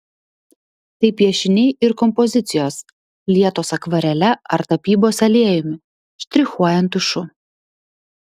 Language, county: Lithuanian, Vilnius